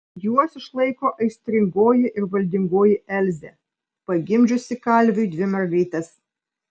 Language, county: Lithuanian, Vilnius